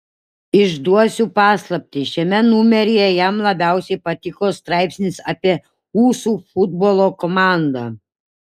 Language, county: Lithuanian, Šiauliai